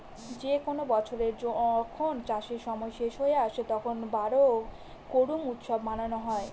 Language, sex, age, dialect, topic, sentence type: Bengali, female, 18-24, Northern/Varendri, agriculture, statement